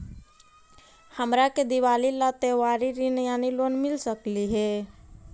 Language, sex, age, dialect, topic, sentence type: Magahi, female, 18-24, Central/Standard, banking, question